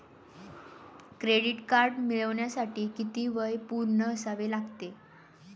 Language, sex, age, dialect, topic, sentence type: Marathi, female, 18-24, Standard Marathi, banking, question